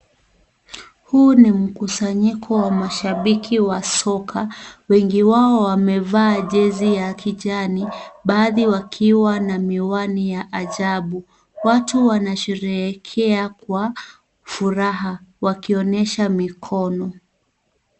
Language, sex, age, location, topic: Swahili, female, 25-35, Kisii, government